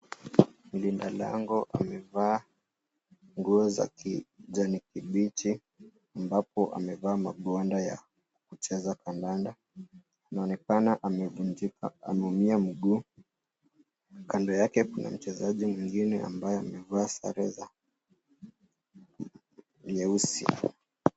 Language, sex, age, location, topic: Swahili, male, 18-24, Nairobi, health